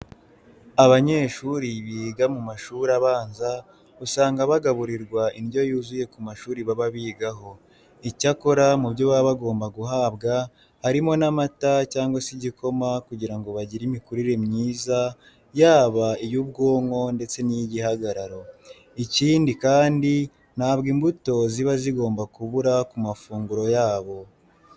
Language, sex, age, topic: Kinyarwanda, male, 18-24, education